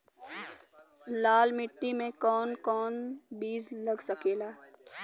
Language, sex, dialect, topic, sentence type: Bhojpuri, female, Western, agriculture, question